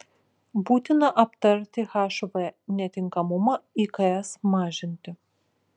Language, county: Lithuanian, Kaunas